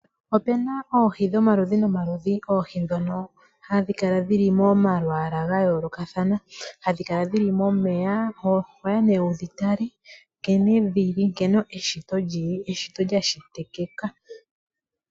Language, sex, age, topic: Oshiwambo, female, 18-24, agriculture